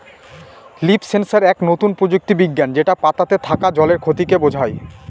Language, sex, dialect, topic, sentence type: Bengali, male, Northern/Varendri, agriculture, statement